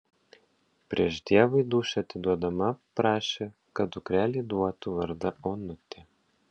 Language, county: Lithuanian, Panevėžys